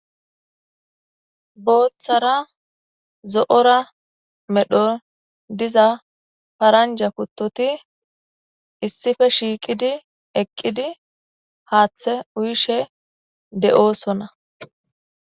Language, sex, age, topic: Gamo, female, 25-35, agriculture